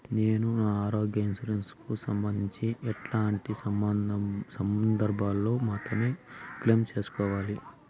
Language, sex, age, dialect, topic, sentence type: Telugu, male, 36-40, Southern, banking, question